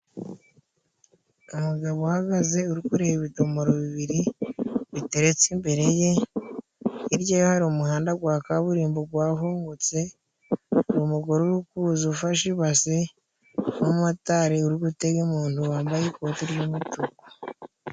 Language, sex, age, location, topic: Kinyarwanda, female, 25-35, Musanze, government